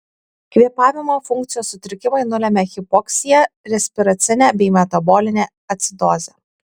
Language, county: Lithuanian, Kaunas